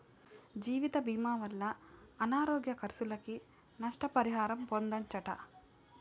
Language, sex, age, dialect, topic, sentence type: Telugu, female, 18-24, Southern, banking, statement